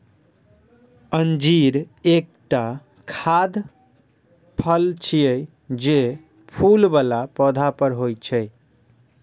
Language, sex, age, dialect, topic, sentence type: Maithili, male, 18-24, Eastern / Thethi, agriculture, statement